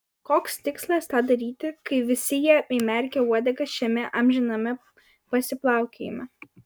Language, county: Lithuanian, Vilnius